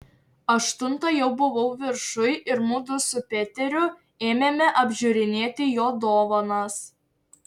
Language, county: Lithuanian, Šiauliai